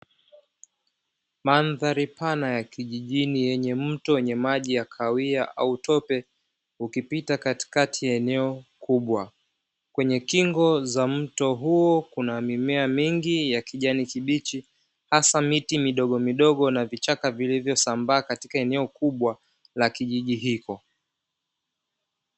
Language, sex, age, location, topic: Swahili, male, 25-35, Dar es Salaam, agriculture